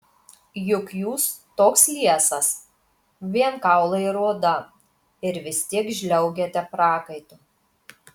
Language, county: Lithuanian, Marijampolė